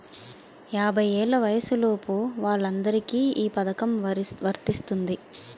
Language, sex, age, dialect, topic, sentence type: Telugu, female, 25-30, Utterandhra, banking, statement